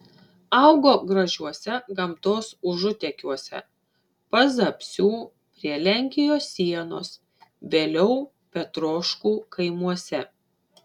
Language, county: Lithuanian, Šiauliai